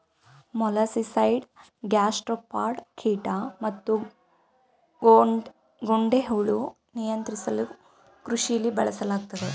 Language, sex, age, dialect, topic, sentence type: Kannada, female, 18-24, Mysore Kannada, agriculture, statement